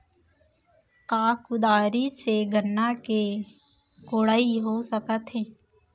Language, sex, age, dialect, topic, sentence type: Chhattisgarhi, female, 25-30, Central, agriculture, question